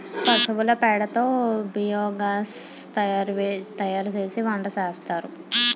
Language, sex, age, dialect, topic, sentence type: Telugu, female, 25-30, Utterandhra, agriculture, statement